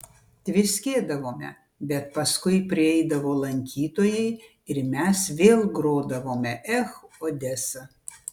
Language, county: Lithuanian, Utena